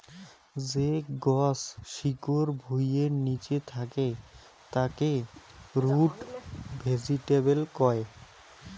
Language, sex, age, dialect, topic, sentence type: Bengali, male, 25-30, Rajbangshi, agriculture, statement